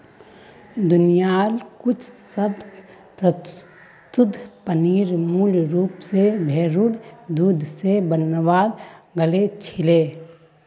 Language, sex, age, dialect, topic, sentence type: Magahi, female, 18-24, Northeastern/Surjapuri, agriculture, statement